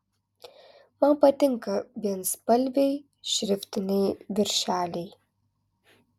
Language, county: Lithuanian, Alytus